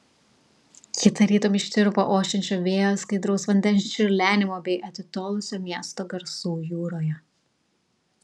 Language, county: Lithuanian, Telšiai